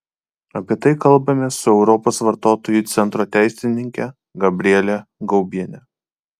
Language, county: Lithuanian, Kaunas